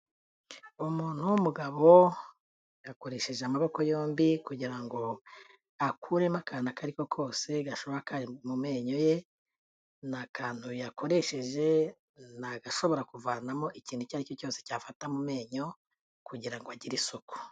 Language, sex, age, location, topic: Kinyarwanda, female, 36-49, Kigali, health